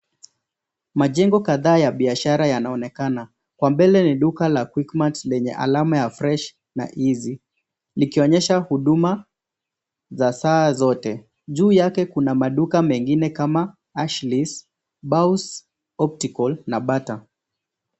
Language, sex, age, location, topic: Swahili, male, 25-35, Nairobi, finance